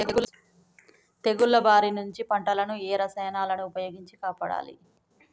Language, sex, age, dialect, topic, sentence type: Telugu, female, 18-24, Telangana, agriculture, question